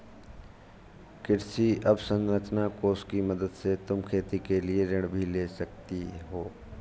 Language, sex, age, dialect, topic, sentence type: Hindi, male, 25-30, Awadhi Bundeli, agriculture, statement